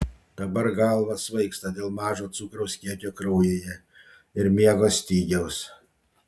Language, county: Lithuanian, Panevėžys